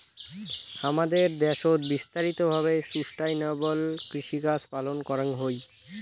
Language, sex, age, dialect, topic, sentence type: Bengali, male, <18, Rajbangshi, agriculture, statement